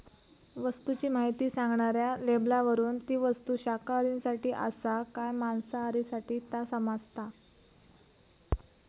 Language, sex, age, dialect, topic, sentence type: Marathi, female, 18-24, Southern Konkan, banking, statement